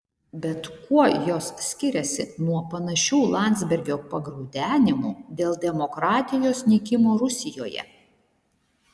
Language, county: Lithuanian, Šiauliai